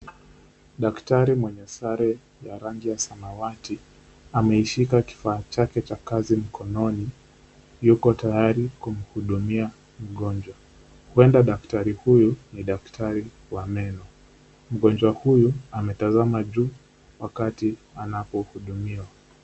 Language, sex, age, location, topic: Swahili, male, 18-24, Kisumu, health